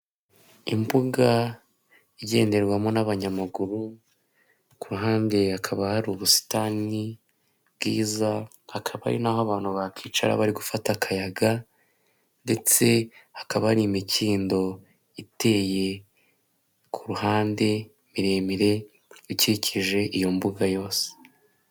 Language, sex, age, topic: Kinyarwanda, male, 18-24, government